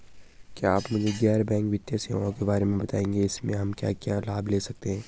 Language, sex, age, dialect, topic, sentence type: Hindi, male, 18-24, Garhwali, banking, question